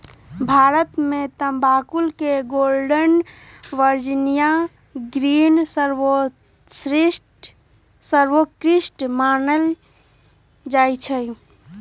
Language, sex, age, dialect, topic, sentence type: Magahi, female, 18-24, Western, agriculture, statement